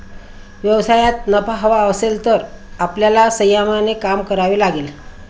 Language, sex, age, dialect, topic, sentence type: Marathi, female, 56-60, Standard Marathi, banking, statement